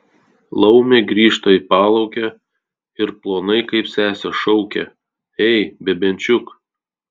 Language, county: Lithuanian, Tauragė